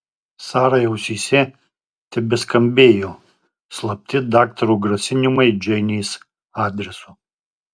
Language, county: Lithuanian, Tauragė